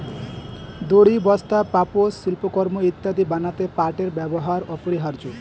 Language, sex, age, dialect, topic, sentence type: Bengali, male, 18-24, Standard Colloquial, agriculture, statement